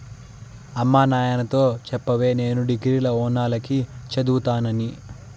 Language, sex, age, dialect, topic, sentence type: Telugu, male, 18-24, Southern, agriculture, statement